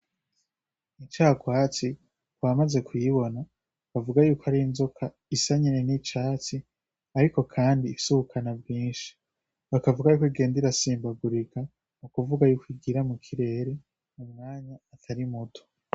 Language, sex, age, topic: Rundi, male, 18-24, agriculture